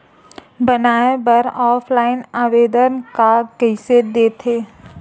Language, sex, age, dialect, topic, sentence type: Chhattisgarhi, female, 41-45, Western/Budati/Khatahi, banking, question